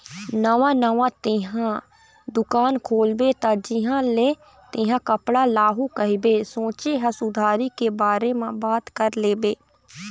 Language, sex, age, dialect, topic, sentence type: Chhattisgarhi, female, 60-100, Eastern, banking, statement